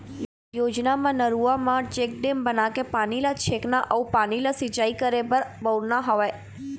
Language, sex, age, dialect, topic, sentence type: Chhattisgarhi, female, 18-24, Eastern, agriculture, statement